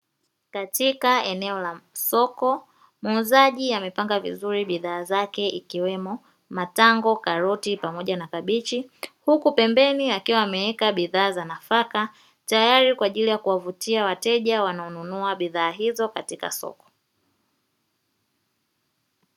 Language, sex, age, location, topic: Swahili, female, 25-35, Dar es Salaam, finance